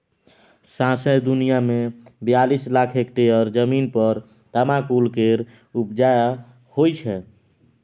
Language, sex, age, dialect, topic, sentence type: Maithili, male, 25-30, Bajjika, agriculture, statement